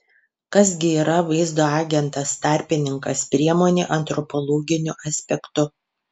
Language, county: Lithuanian, Panevėžys